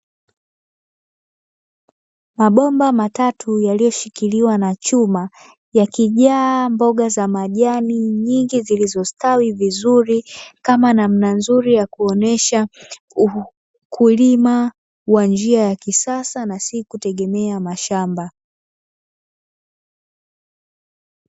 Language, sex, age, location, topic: Swahili, female, 18-24, Dar es Salaam, agriculture